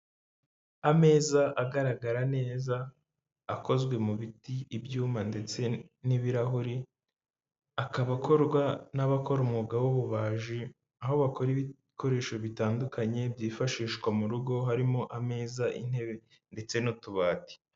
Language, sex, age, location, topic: Kinyarwanda, male, 18-24, Huye, finance